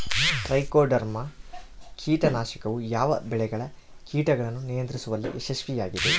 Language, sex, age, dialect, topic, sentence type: Kannada, male, 31-35, Central, agriculture, question